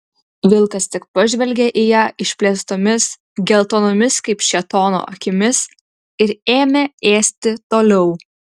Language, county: Lithuanian, Utena